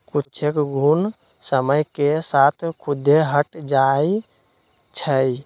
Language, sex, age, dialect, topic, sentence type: Magahi, male, 60-100, Western, agriculture, statement